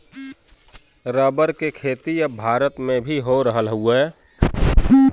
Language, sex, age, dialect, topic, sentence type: Bhojpuri, male, 36-40, Western, agriculture, statement